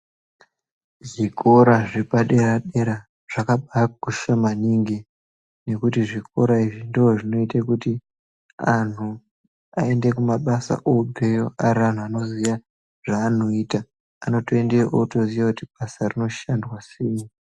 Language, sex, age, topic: Ndau, male, 18-24, education